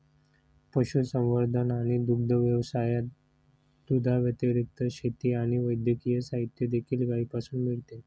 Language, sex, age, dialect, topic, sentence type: Marathi, male, 31-35, Standard Marathi, agriculture, statement